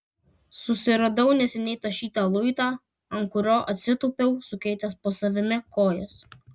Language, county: Lithuanian, Kaunas